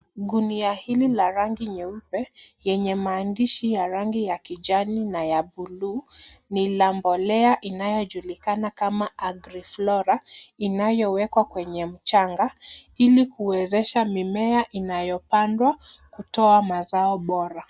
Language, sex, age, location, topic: Swahili, female, 25-35, Nairobi, agriculture